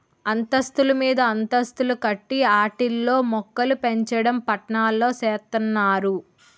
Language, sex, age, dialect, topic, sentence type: Telugu, female, 18-24, Utterandhra, agriculture, statement